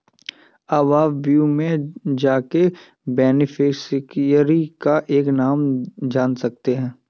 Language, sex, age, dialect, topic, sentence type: Hindi, male, 18-24, Kanauji Braj Bhasha, banking, statement